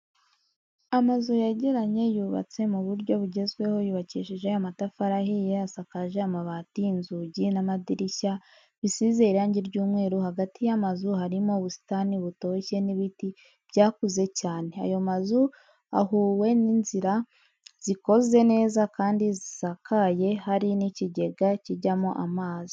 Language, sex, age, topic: Kinyarwanda, female, 25-35, education